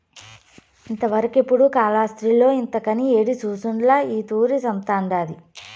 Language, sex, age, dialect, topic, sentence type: Telugu, female, 25-30, Southern, agriculture, statement